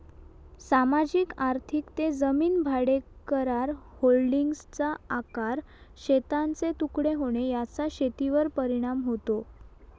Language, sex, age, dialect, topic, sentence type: Marathi, female, 18-24, Southern Konkan, agriculture, statement